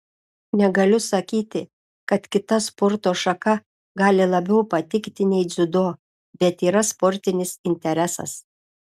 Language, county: Lithuanian, Šiauliai